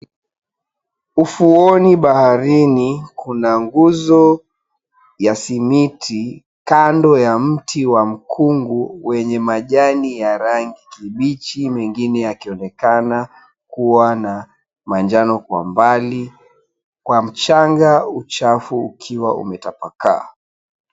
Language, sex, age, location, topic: Swahili, male, 36-49, Mombasa, agriculture